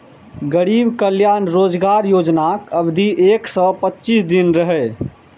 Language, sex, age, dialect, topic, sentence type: Maithili, male, 18-24, Eastern / Thethi, banking, statement